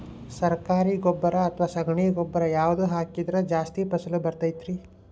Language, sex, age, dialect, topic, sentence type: Kannada, male, 31-35, Dharwad Kannada, agriculture, question